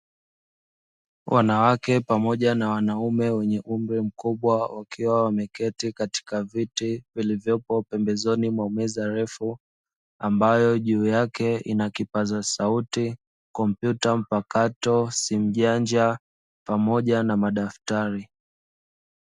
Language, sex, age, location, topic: Swahili, male, 25-35, Dar es Salaam, education